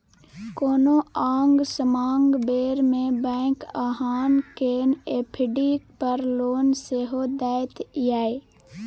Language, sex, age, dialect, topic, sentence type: Maithili, female, 25-30, Bajjika, banking, statement